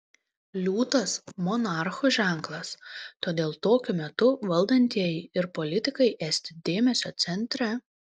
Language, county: Lithuanian, Panevėžys